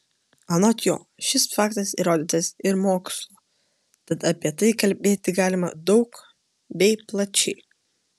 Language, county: Lithuanian, Kaunas